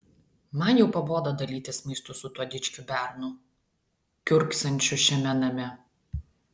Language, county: Lithuanian, Klaipėda